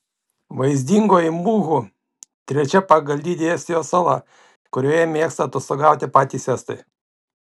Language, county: Lithuanian, Kaunas